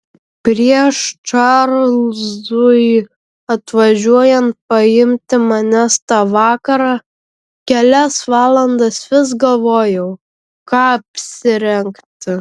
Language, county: Lithuanian, Vilnius